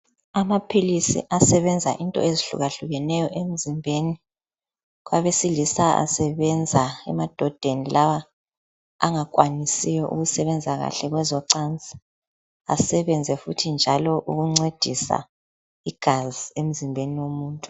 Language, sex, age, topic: North Ndebele, female, 25-35, health